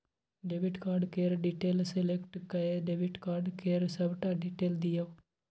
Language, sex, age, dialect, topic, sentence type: Maithili, male, 18-24, Bajjika, banking, statement